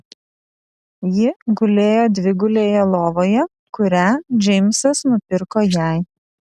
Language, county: Lithuanian, Vilnius